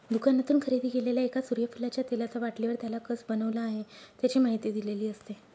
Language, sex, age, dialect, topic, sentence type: Marathi, female, 18-24, Northern Konkan, agriculture, statement